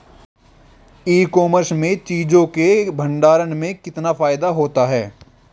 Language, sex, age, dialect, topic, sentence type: Hindi, male, 18-24, Marwari Dhudhari, agriculture, question